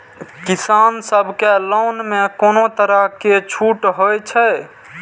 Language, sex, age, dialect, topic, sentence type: Maithili, male, 18-24, Eastern / Thethi, agriculture, question